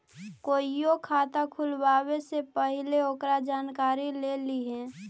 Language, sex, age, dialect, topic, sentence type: Magahi, female, 18-24, Central/Standard, agriculture, statement